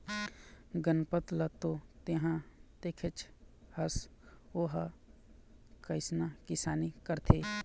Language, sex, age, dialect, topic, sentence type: Chhattisgarhi, male, 25-30, Eastern, agriculture, statement